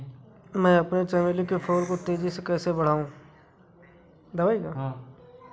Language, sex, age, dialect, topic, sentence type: Hindi, male, 31-35, Awadhi Bundeli, agriculture, question